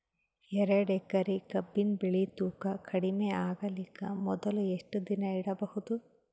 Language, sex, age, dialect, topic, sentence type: Kannada, female, 18-24, Northeastern, agriculture, question